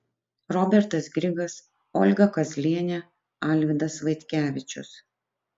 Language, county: Lithuanian, Utena